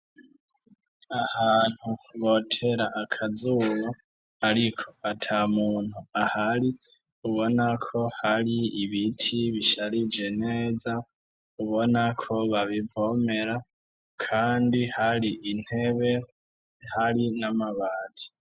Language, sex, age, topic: Rundi, male, 36-49, education